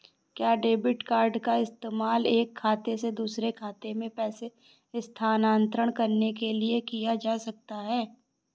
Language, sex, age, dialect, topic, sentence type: Hindi, female, 25-30, Awadhi Bundeli, banking, question